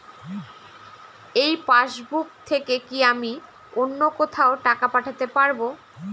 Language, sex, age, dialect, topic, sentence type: Bengali, female, 36-40, Northern/Varendri, banking, question